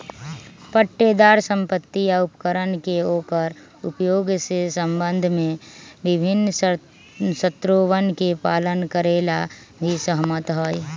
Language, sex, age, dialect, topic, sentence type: Magahi, male, 36-40, Western, banking, statement